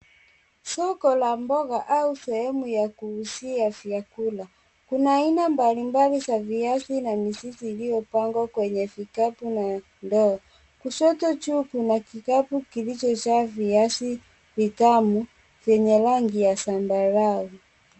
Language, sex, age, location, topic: Swahili, female, 18-24, Kisii, finance